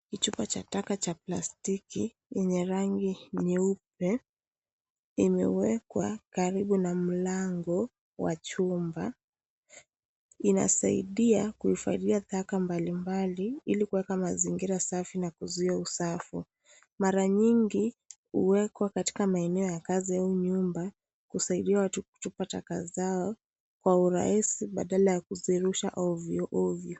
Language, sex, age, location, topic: Swahili, female, 18-24, Kisii, government